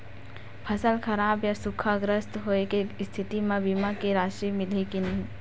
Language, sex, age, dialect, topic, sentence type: Chhattisgarhi, female, 56-60, Western/Budati/Khatahi, agriculture, question